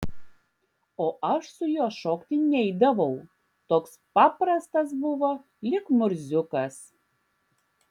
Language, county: Lithuanian, Klaipėda